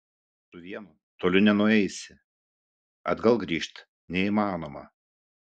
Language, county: Lithuanian, Šiauliai